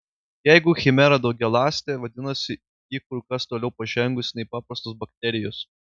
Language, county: Lithuanian, Klaipėda